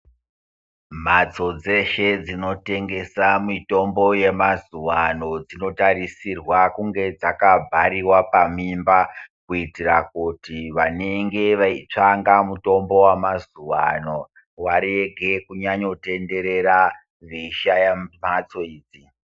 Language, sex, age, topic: Ndau, male, 50+, health